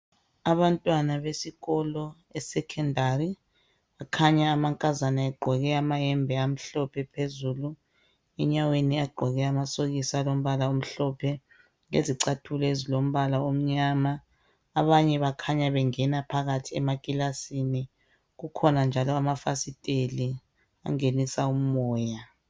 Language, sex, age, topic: North Ndebele, male, 36-49, education